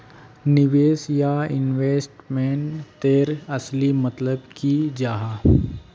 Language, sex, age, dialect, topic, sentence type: Magahi, male, 18-24, Northeastern/Surjapuri, banking, question